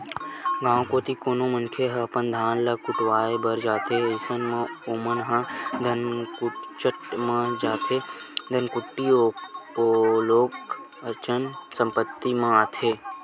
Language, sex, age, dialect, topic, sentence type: Chhattisgarhi, male, 18-24, Western/Budati/Khatahi, banking, statement